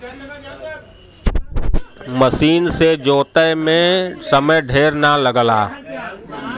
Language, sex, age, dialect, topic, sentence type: Bhojpuri, male, 36-40, Western, agriculture, statement